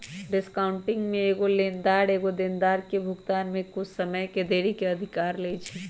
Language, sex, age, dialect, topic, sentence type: Magahi, female, 25-30, Western, banking, statement